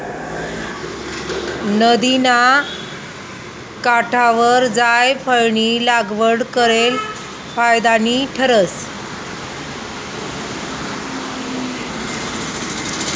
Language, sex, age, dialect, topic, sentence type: Marathi, female, 36-40, Northern Konkan, agriculture, statement